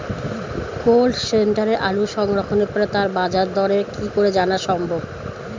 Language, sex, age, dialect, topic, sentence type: Bengali, female, 41-45, Standard Colloquial, agriculture, question